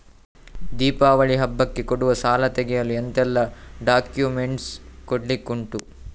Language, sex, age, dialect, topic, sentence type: Kannada, male, 31-35, Coastal/Dakshin, banking, question